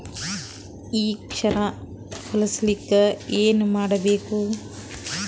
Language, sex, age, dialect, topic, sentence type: Kannada, female, 41-45, Northeastern, agriculture, question